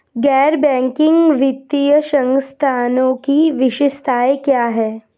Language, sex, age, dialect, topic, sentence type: Hindi, female, 25-30, Hindustani Malvi Khadi Boli, banking, question